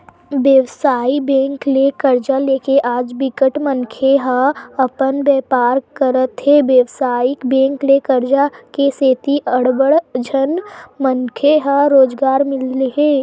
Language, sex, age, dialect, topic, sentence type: Chhattisgarhi, female, 25-30, Western/Budati/Khatahi, banking, statement